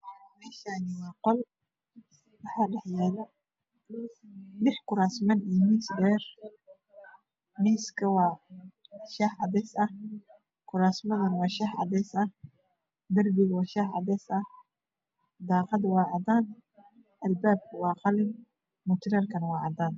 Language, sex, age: Somali, female, 25-35